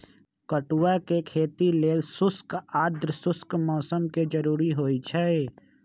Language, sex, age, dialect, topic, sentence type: Magahi, male, 25-30, Western, agriculture, statement